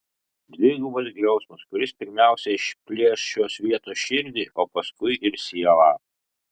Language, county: Lithuanian, Kaunas